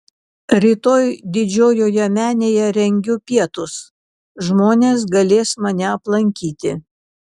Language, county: Lithuanian, Kaunas